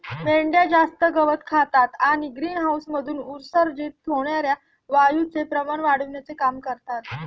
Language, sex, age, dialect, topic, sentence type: Marathi, female, 18-24, Standard Marathi, agriculture, statement